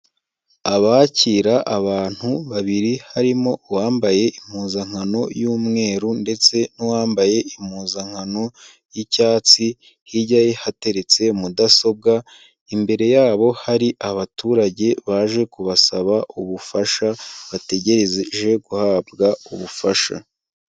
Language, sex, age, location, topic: Kinyarwanda, male, 18-24, Kigali, health